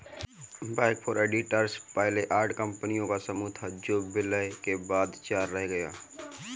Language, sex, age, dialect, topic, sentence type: Hindi, male, 18-24, Kanauji Braj Bhasha, banking, statement